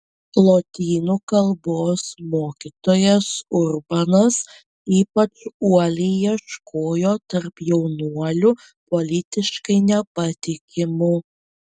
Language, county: Lithuanian, Panevėžys